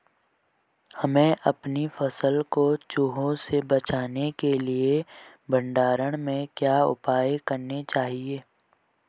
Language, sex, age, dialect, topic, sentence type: Hindi, female, 18-24, Garhwali, agriculture, question